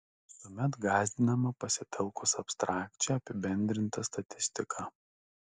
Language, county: Lithuanian, Kaunas